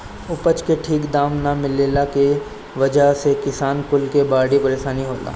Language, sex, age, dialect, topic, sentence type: Bhojpuri, male, 25-30, Northern, agriculture, statement